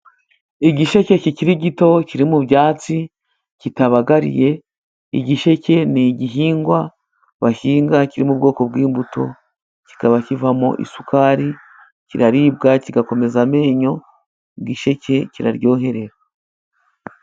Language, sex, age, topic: Kinyarwanda, female, 36-49, health